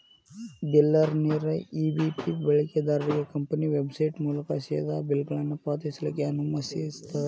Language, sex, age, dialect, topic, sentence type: Kannada, male, 18-24, Dharwad Kannada, banking, statement